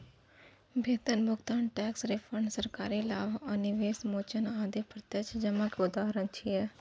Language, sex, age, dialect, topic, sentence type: Maithili, female, 41-45, Eastern / Thethi, banking, statement